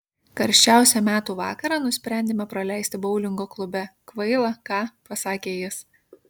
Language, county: Lithuanian, Kaunas